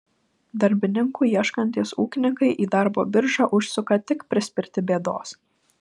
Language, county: Lithuanian, Vilnius